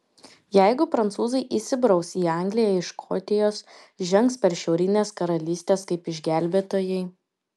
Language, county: Lithuanian, Panevėžys